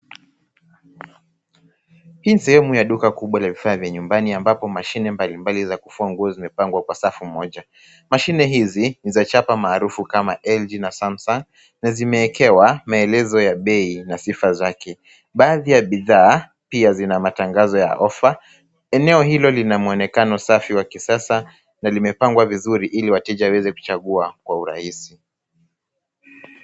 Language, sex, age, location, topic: Swahili, male, 18-24, Nairobi, finance